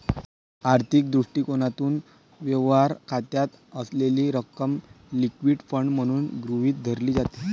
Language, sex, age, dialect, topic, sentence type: Marathi, male, 18-24, Varhadi, banking, statement